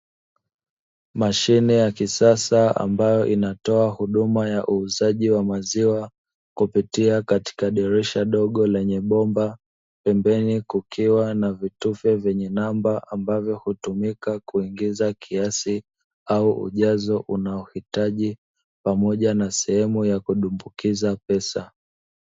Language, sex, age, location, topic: Swahili, male, 25-35, Dar es Salaam, finance